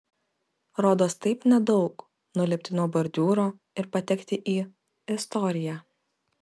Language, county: Lithuanian, Kaunas